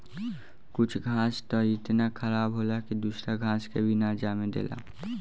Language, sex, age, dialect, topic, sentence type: Bhojpuri, male, <18, Southern / Standard, agriculture, statement